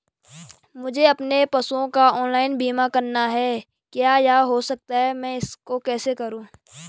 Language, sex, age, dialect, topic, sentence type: Hindi, female, 25-30, Garhwali, banking, question